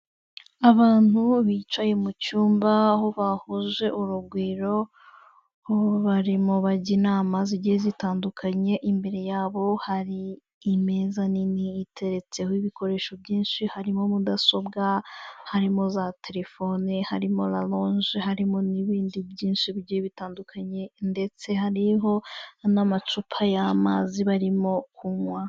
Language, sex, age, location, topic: Kinyarwanda, female, 25-35, Kigali, health